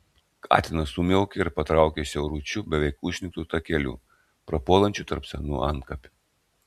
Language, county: Lithuanian, Klaipėda